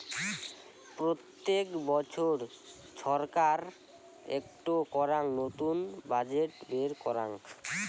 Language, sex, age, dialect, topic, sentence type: Bengali, male, <18, Rajbangshi, banking, statement